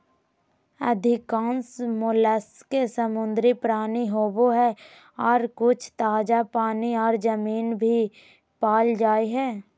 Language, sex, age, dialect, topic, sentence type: Magahi, female, 25-30, Southern, agriculture, statement